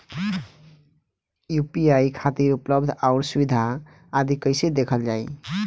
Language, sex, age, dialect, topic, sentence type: Bhojpuri, male, 18-24, Southern / Standard, banking, question